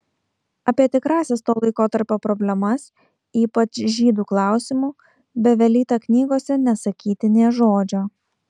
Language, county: Lithuanian, Kaunas